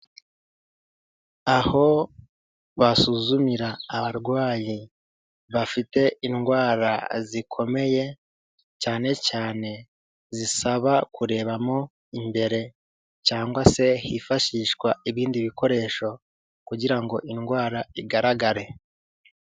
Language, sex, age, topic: Kinyarwanda, male, 18-24, health